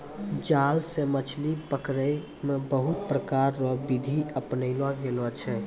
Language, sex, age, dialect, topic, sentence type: Maithili, male, 18-24, Angika, agriculture, statement